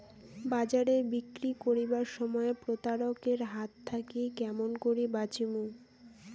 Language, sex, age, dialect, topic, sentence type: Bengali, female, 18-24, Rajbangshi, agriculture, question